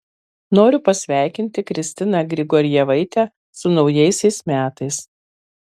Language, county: Lithuanian, Marijampolė